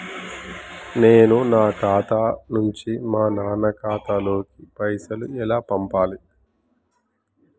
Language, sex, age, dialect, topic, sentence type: Telugu, male, 31-35, Telangana, banking, question